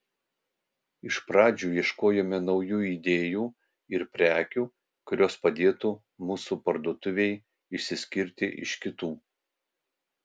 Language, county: Lithuanian, Vilnius